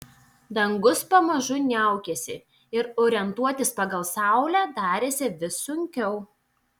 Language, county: Lithuanian, Telšiai